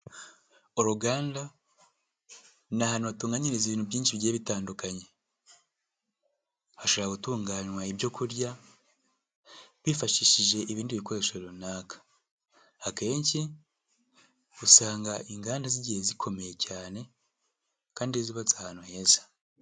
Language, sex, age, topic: Kinyarwanda, male, 18-24, health